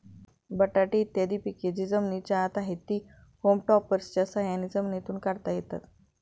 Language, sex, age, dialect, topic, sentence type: Marathi, female, 25-30, Standard Marathi, agriculture, statement